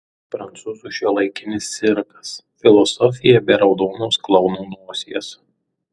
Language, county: Lithuanian, Tauragė